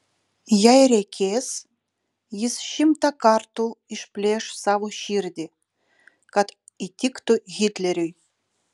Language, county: Lithuanian, Utena